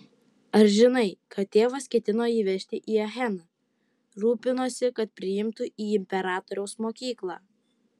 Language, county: Lithuanian, Utena